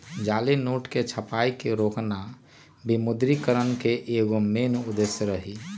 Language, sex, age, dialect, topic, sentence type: Magahi, male, 46-50, Western, banking, statement